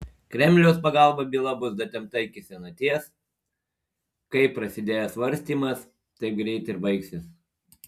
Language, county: Lithuanian, Panevėžys